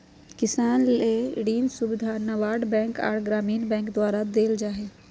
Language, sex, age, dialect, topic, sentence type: Magahi, female, 31-35, Southern, agriculture, statement